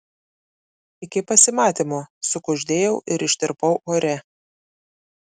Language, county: Lithuanian, Klaipėda